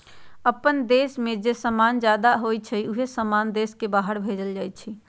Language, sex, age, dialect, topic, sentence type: Magahi, female, 46-50, Western, banking, statement